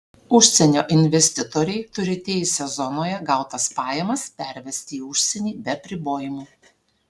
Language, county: Lithuanian, Alytus